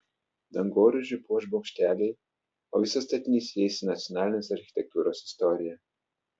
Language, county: Lithuanian, Telšiai